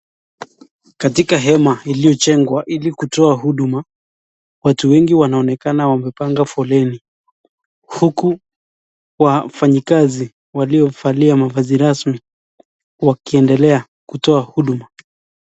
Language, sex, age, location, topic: Swahili, male, 25-35, Nakuru, government